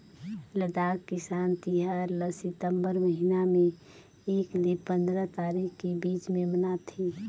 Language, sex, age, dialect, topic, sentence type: Chhattisgarhi, female, 31-35, Northern/Bhandar, agriculture, statement